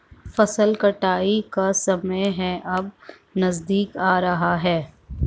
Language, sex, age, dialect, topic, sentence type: Hindi, female, 51-55, Marwari Dhudhari, agriculture, statement